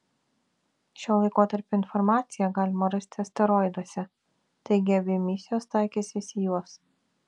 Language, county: Lithuanian, Vilnius